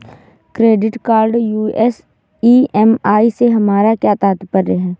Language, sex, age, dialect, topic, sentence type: Hindi, female, 18-24, Awadhi Bundeli, banking, question